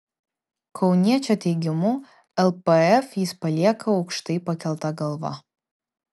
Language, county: Lithuanian, Vilnius